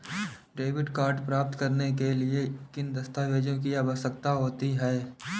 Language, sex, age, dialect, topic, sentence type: Hindi, male, 25-30, Marwari Dhudhari, banking, question